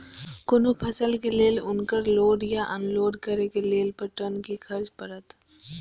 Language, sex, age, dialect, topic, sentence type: Maithili, male, 25-30, Eastern / Thethi, agriculture, question